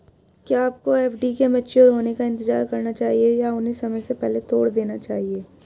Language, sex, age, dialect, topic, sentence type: Hindi, female, 18-24, Hindustani Malvi Khadi Boli, banking, question